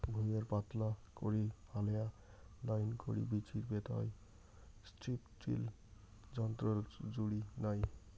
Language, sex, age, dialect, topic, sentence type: Bengali, male, 18-24, Rajbangshi, agriculture, statement